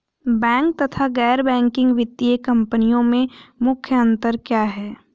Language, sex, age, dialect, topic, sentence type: Hindi, female, 25-30, Hindustani Malvi Khadi Boli, banking, question